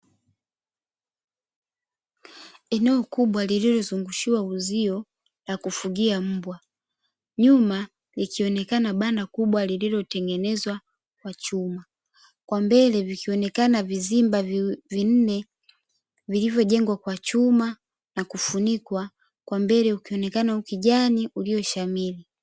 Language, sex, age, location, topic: Swahili, female, 25-35, Dar es Salaam, agriculture